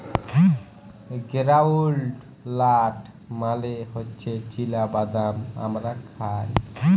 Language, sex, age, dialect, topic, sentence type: Bengali, male, 18-24, Jharkhandi, agriculture, statement